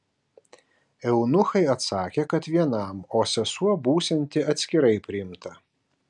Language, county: Lithuanian, Kaunas